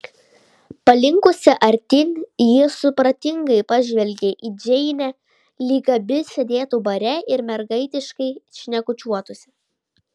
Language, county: Lithuanian, Šiauliai